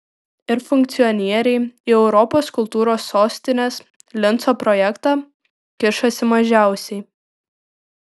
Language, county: Lithuanian, Šiauliai